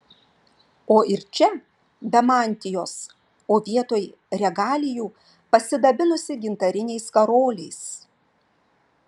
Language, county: Lithuanian, Vilnius